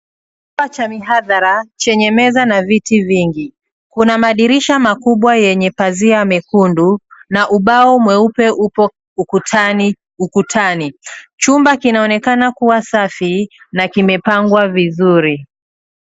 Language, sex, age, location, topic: Swahili, female, 36-49, Nairobi, education